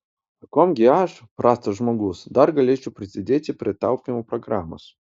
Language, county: Lithuanian, Utena